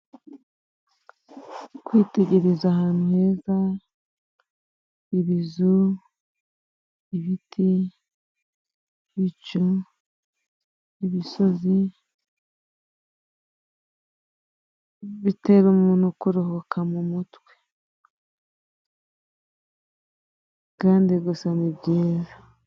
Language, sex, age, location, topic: Kinyarwanda, female, 25-35, Musanze, government